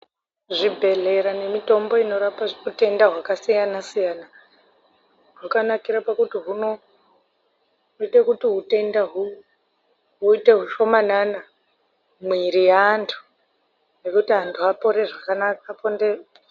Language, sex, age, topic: Ndau, female, 18-24, education